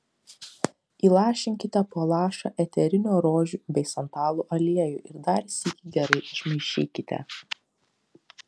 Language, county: Lithuanian, Kaunas